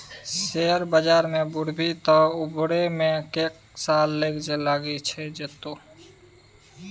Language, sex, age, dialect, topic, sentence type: Maithili, male, 18-24, Bajjika, banking, statement